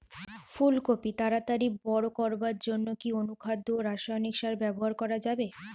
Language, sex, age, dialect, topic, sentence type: Bengali, female, 25-30, Western, agriculture, question